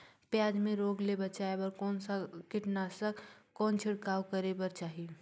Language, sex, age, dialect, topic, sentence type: Chhattisgarhi, female, 18-24, Northern/Bhandar, agriculture, question